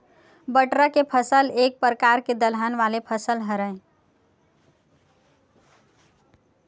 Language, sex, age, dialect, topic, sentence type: Chhattisgarhi, female, 18-24, Western/Budati/Khatahi, agriculture, statement